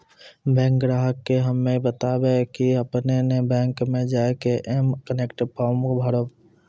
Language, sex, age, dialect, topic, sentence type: Maithili, male, 18-24, Angika, banking, question